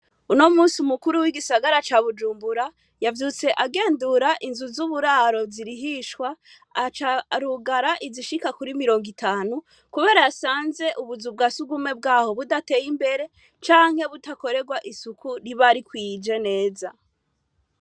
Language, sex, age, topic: Rundi, female, 25-35, education